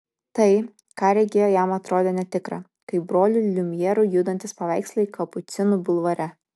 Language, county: Lithuanian, Kaunas